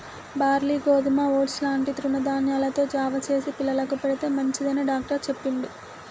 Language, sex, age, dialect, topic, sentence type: Telugu, female, 18-24, Telangana, agriculture, statement